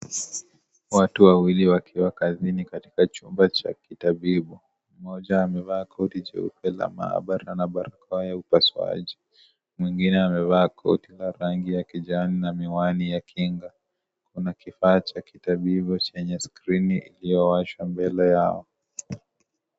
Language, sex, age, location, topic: Swahili, male, 25-35, Kisii, health